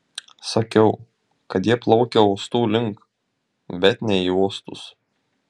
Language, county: Lithuanian, Šiauliai